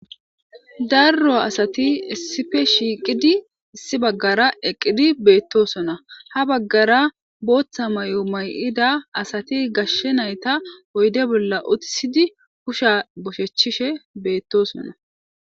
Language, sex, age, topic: Gamo, female, 25-35, government